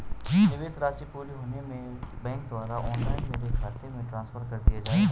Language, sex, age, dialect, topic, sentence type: Hindi, male, 18-24, Garhwali, banking, question